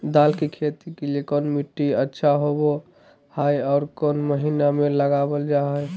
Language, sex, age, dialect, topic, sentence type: Magahi, male, 18-24, Southern, agriculture, question